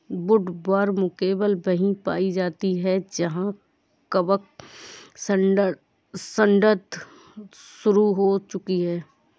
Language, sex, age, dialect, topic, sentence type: Hindi, female, 31-35, Awadhi Bundeli, agriculture, statement